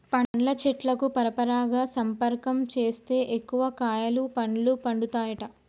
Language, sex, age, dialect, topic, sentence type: Telugu, female, 25-30, Telangana, agriculture, statement